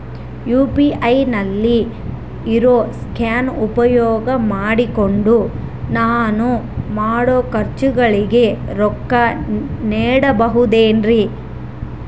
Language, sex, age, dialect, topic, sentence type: Kannada, female, 31-35, Central, banking, question